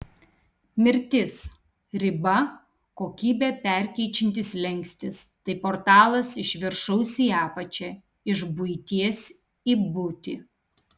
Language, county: Lithuanian, Kaunas